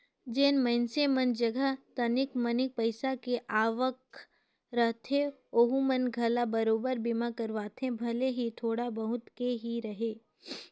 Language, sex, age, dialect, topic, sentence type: Chhattisgarhi, female, 18-24, Northern/Bhandar, banking, statement